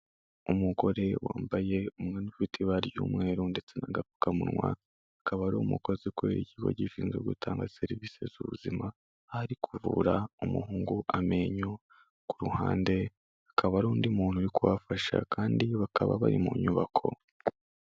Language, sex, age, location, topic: Kinyarwanda, male, 25-35, Kigali, health